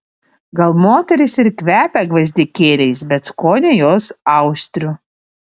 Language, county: Lithuanian, Panevėžys